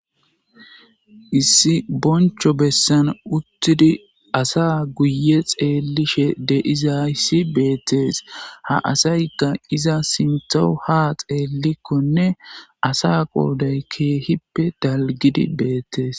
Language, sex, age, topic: Gamo, male, 25-35, government